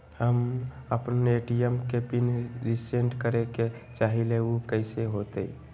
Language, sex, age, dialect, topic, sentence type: Magahi, male, 18-24, Western, banking, question